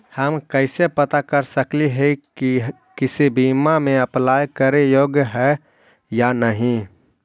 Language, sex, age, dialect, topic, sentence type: Magahi, male, 56-60, Central/Standard, banking, question